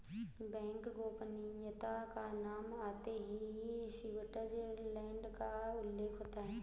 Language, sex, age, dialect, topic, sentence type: Hindi, female, 25-30, Awadhi Bundeli, banking, statement